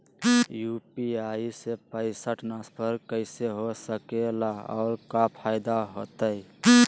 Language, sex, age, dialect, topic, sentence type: Magahi, male, 36-40, Southern, banking, question